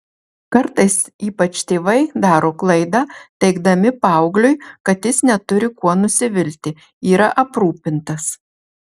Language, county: Lithuanian, Marijampolė